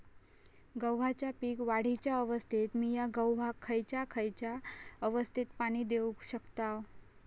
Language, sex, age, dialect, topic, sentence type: Marathi, female, 25-30, Southern Konkan, agriculture, question